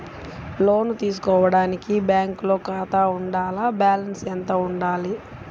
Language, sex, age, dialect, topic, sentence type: Telugu, female, 36-40, Central/Coastal, banking, question